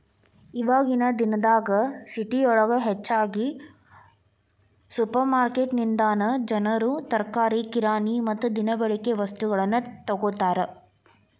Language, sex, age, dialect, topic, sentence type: Kannada, female, 18-24, Dharwad Kannada, agriculture, statement